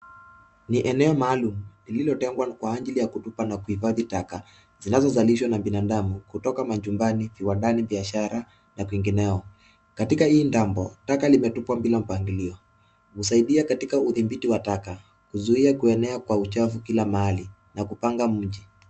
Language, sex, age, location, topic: Swahili, male, 18-24, Nairobi, government